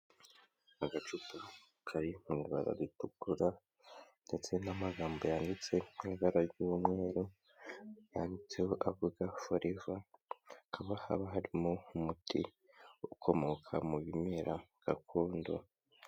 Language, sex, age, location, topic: Kinyarwanda, male, 18-24, Huye, health